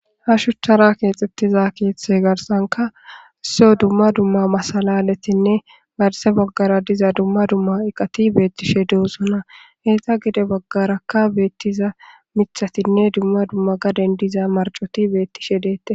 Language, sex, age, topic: Gamo, male, 18-24, government